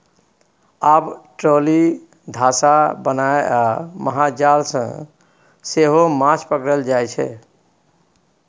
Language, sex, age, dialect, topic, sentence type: Maithili, male, 46-50, Bajjika, agriculture, statement